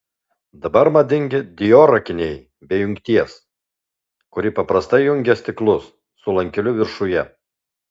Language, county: Lithuanian, Alytus